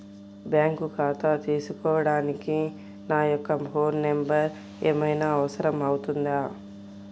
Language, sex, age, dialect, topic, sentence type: Telugu, female, 56-60, Central/Coastal, banking, question